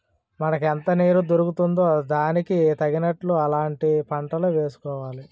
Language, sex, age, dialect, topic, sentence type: Telugu, male, 36-40, Utterandhra, agriculture, statement